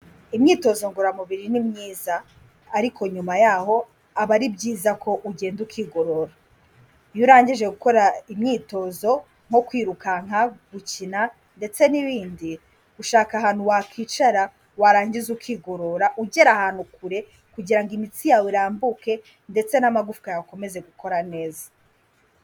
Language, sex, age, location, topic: Kinyarwanda, female, 18-24, Kigali, health